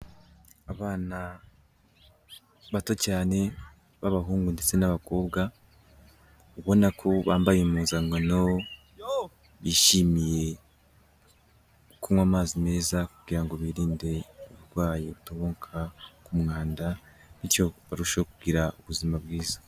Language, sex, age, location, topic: Kinyarwanda, male, 18-24, Kigali, health